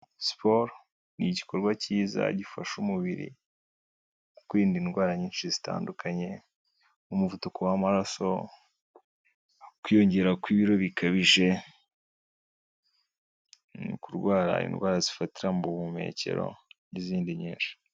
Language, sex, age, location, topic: Kinyarwanda, male, 18-24, Kigali, health